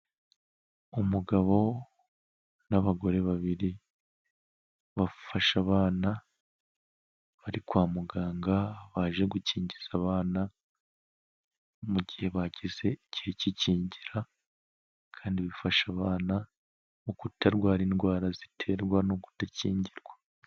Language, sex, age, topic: Kinyarwanda, male, 25-35, health